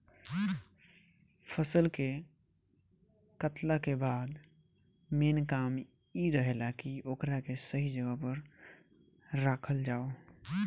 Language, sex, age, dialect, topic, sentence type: Bhojpuri, male, 18-24, Southern / Standard, agriculture, statement